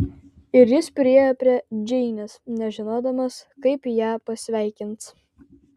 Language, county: Lithuanian, Vilnius